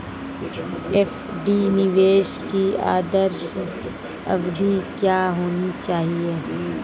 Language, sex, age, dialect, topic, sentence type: Hindi, female, 18-24, Hindustani Malvi Khadi Boli, banking, question